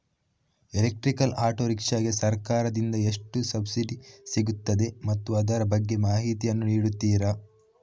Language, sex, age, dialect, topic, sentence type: Kannada, male, 18-24, Coastal/Dakshin, banking, question